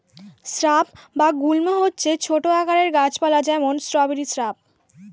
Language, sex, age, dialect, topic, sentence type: Bengali, female, <18, Standard Colloquial, agriculture, statement